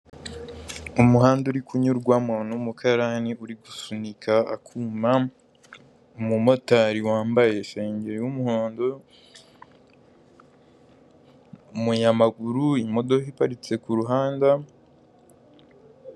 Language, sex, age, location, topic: Kinyarwanda, male, 18-24, Kigali, government